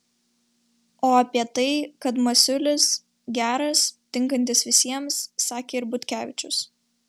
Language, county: Lithuanian, Vilnius